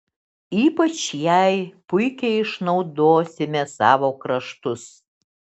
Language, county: Lithuanian, Šiauliai